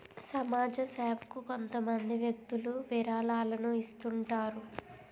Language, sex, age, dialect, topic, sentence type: Telugu, female, 25-30, Utterandhra, banking, statement